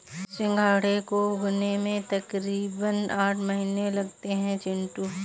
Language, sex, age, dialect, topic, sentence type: Hindi, female, 25-30, Kanauji Braj Bhasha, agriculture, statement